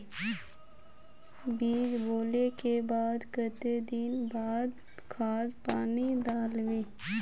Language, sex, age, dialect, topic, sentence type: Magahi, female, 25-30, Northeastern/Surjapuri, agriculture, question